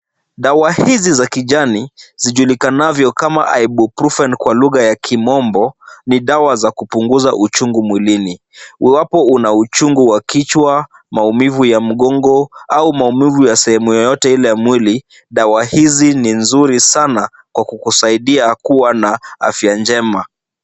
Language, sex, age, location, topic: Swahili, male, 36-49, Kisumu, health